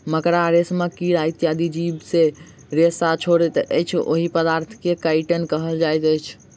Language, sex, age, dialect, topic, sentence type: Maithili, male, 18-24, Southern/Standard, agriculture, statement